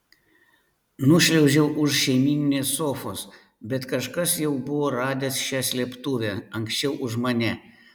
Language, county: Lithuanian, Panevėžys